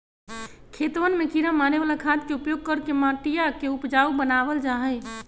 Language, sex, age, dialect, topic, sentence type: Magahi, female, 56-60, Western, agriculture, statement